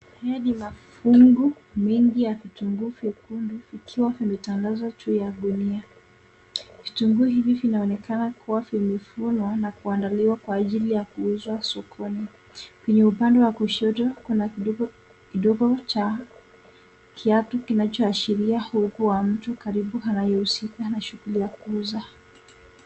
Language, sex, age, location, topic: Swahili, female, 18-24, Nairobi, agriculture